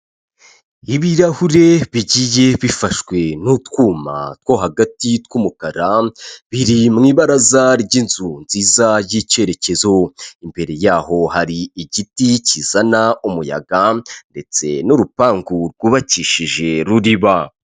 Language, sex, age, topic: Kinyarwanda, male, 25-35, finance